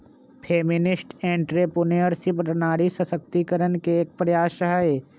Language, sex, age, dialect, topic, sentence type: Magahi, male, 25-30, Western, banking, statement